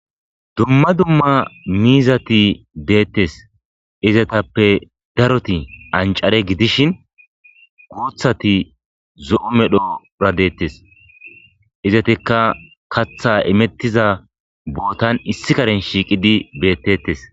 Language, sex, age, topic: Gamo, male, 25-35, agriculture